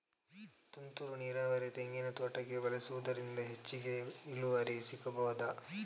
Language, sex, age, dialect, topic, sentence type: Kannada, male, 25-30, Coastal/Dakshin, agriculture, question